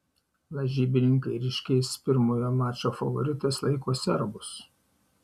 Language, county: Lithuanian, Šiauliai